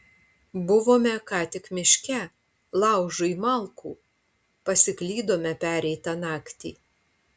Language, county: Lithuanian, Panevėžys